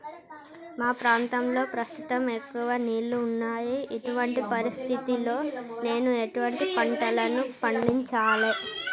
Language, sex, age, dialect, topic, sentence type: Telugu, male, 51-55, Telangana, agriculture, question